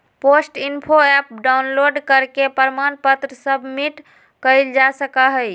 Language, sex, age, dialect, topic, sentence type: Magahi, female, 18-24, Western, banking, statement